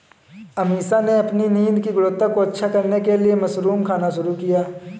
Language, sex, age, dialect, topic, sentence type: Hindi, male, 18-24, Kanauji Braj Bhasha, agriculture, statement